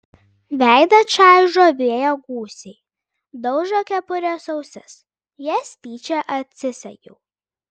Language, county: Lithuanian, Klaipėda